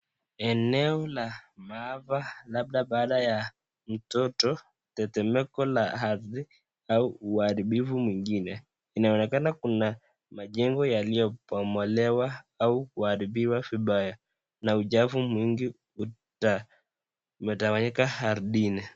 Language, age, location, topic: Swahili, 25-35, Nakuru, health